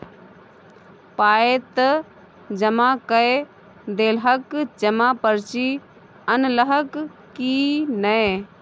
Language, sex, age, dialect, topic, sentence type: Maithili, female, 25-30, Bajjika, banking, statement